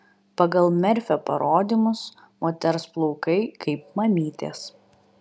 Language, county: Lithuanian, Vilnius